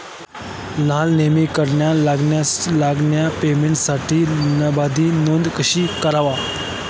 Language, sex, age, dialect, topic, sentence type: Marathi, male, 18-24, Standard Marathi, banking, question